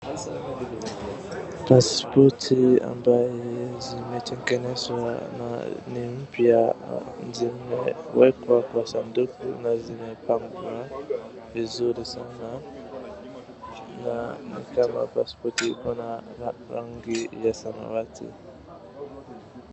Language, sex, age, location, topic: Swahili, male, 25-35, Wajir, government